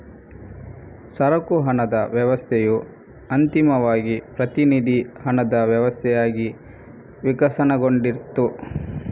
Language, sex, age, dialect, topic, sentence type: Kannada, male, 31-35, Coastal/Dakshin, banking, statement